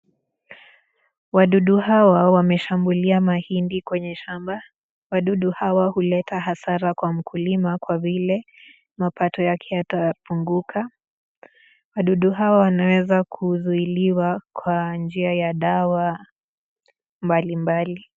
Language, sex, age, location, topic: Swahili, female, 18-24, Nakuru, health